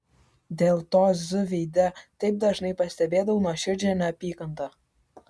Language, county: Lithuanian, Kaunas